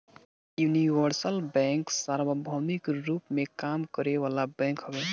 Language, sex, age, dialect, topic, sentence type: Bhojpuri, male, 60-100, Northern, banking, statement